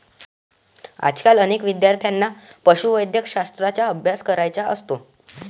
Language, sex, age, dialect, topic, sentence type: Marathi, male, 18-24, Varhadi, agriculture, statement